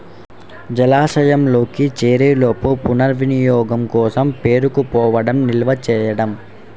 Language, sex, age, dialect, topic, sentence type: Telugu, male, 51-55, Central/Coastal, agriculture, statement